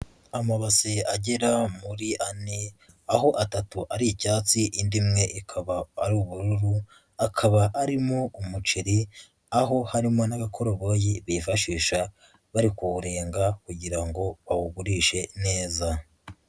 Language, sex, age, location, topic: Kinyarwanda, female, 18-24, Huye, agriculture